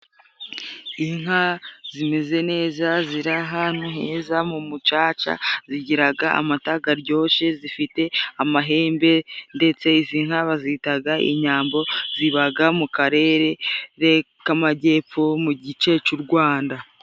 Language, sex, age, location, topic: Kinyarwanda, female, 18-24, Musanze, agriculture